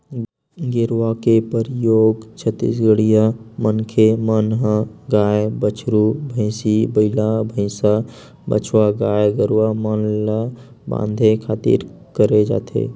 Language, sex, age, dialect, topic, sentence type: Chhattisgarhi, male, 18-24, Western/Budati/Khatahi, agriculture, statement